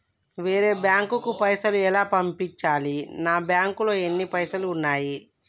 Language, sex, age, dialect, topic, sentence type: Telugu, female, 25-30, Telangana, banking, question